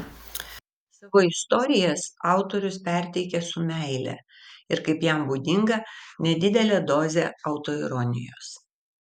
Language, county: Lithuanian, Vilnius